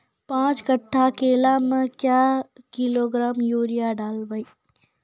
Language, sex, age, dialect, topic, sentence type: Maithili, female, 51-55, Angika, agriculture, question